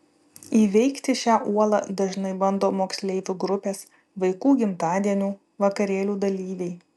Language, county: Lithuanian, Vilnius